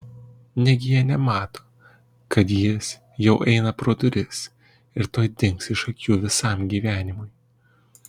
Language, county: Lithuanian, Kaunas